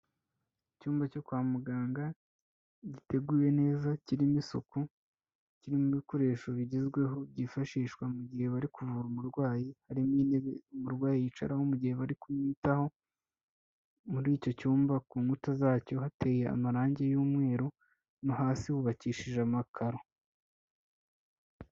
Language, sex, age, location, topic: Kinyarwanda, male, 18-24, Kigali, health